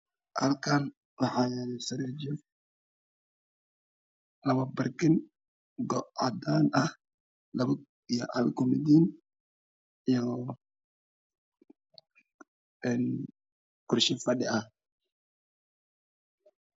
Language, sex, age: Somali, male, 25-35